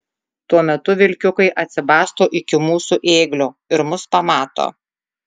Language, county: Lithuanian, Tauragė